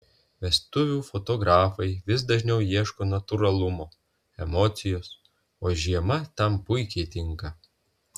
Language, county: Lithuanian, Telšiai